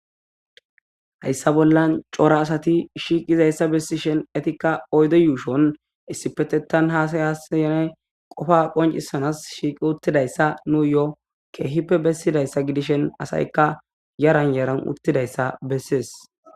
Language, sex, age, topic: Gamo, male, 18-24, government